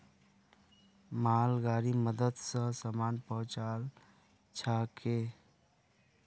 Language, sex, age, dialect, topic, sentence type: Magahi, male, 25-30, Northeastern/Surjapuri, banking, statement